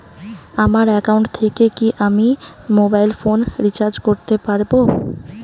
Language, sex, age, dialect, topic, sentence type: Bengali, female, 18-24, Rajbangshi, banking, question